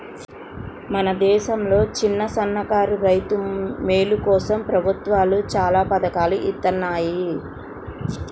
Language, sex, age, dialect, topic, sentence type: Telugu, female, 36-40, Central/Coastal, agriculture, statement